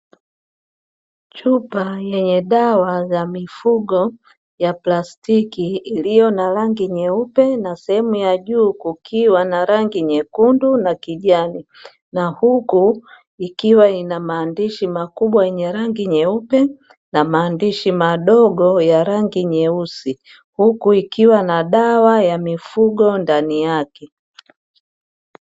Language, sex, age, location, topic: Swahili, female, 50+, Dar es Salaam, agriculture